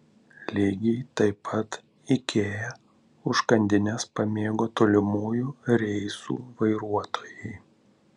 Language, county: Lithuanian, Panevėžys